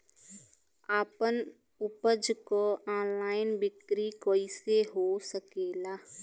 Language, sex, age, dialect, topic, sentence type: Bhojpuri, female, 25-30, Western, agriculture, question